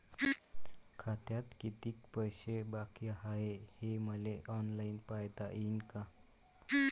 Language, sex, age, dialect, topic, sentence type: Marathi, male, 25-30, Varhadi, banking, question